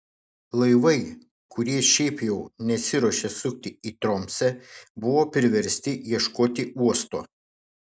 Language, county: Lithuanian, Šiauliai